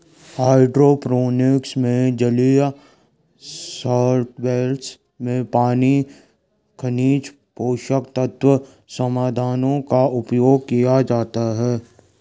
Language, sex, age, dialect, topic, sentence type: Hindi, male, 56-60, Garhwali, agriculture, statement